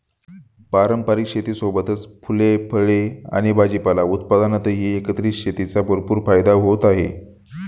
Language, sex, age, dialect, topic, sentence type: Marathi, male, 25-30, Standard Marathi, agriculture, statement